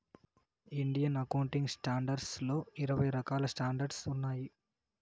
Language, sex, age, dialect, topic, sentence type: Telugu, male, 18-24, Southern, banking, statement